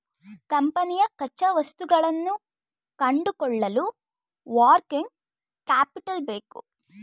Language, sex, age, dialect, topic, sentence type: Kannada, female, 18-24, Mysore Kannada, banking, statement